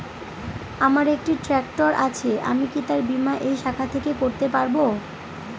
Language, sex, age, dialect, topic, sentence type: Bengali, female, 25-30, Northern/Varendri, banking, question